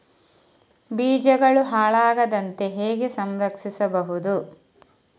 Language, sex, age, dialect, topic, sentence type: Kannada, female, 31-35, Coastal/Dakshin, agriculture, question